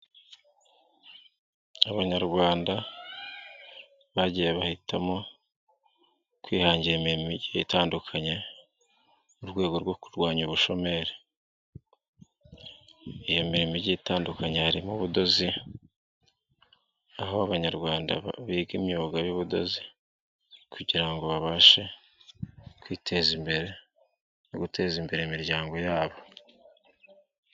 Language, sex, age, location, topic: Kinyarwanda, male, 36-49, Nyagatare, government